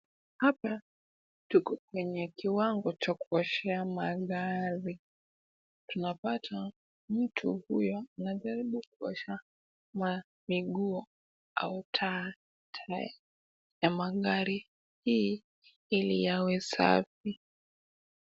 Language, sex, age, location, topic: Swahili, female, 18-24, Kisumu, finance